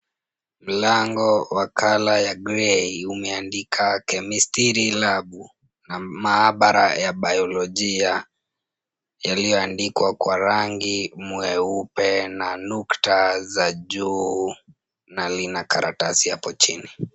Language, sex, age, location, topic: Swahili, female, 18-24, Kisumu, education